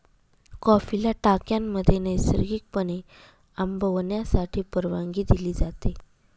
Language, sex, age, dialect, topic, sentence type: Marathi, female, 25-30, Northern Konkan, agriculture, statement